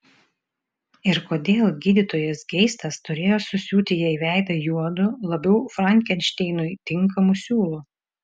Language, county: Lithuanian, Šiauliai